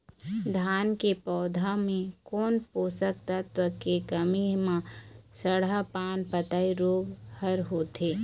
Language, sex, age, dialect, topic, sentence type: Chhattisgarhi, female, 25-30, Eastern, agriculture, question